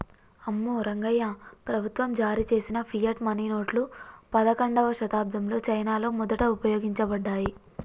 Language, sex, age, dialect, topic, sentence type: Telugu, female, 25-30, Telangana, banking, statement